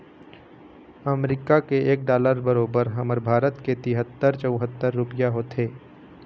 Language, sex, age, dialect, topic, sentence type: Chhattisgarhi, male, 25-30, Eastern, banking, statement